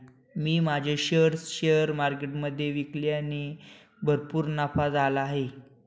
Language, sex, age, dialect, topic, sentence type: Marathi, male, 18-24, Standard Marathi, banking, statement